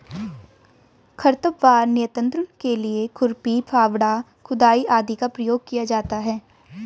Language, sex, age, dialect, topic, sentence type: Hindi, female, 18-24, Hindustani Malvi Khadi Boli, agriculture, statement